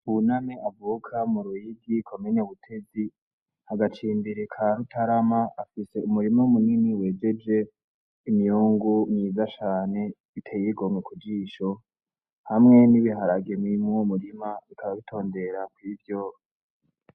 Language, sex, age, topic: Rundi, male, 18-24, agriculture